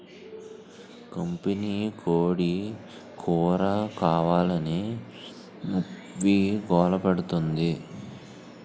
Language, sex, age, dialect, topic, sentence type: Telugu, male, 18-24, Utterandhra, agriculture, statement